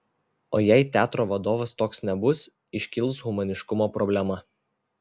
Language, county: Lithuanian, Telšiai